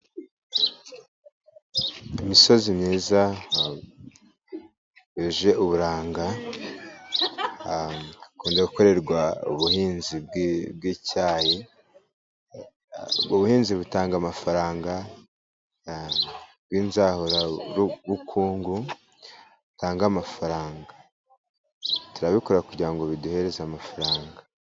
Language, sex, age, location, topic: Kinyarwanda, male, 18-24, Musanze, agriculture